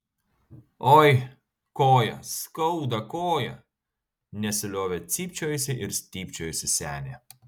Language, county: Lithuanian, Kaunas